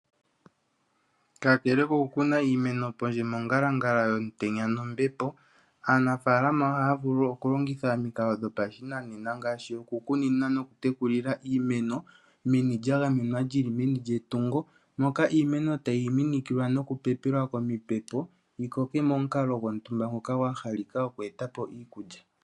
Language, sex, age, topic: Oshiwambo, male, 18-24, agriculture